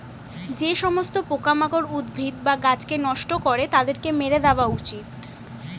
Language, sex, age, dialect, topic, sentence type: Bengali, female, 18-24, Standard Colloquial, agriculture, statement